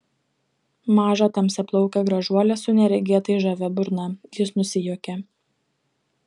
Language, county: Lithuanian, Klaipėda